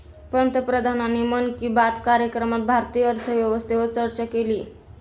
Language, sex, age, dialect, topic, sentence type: Marathi, female, 18-24, Standard Marathi, banking, statement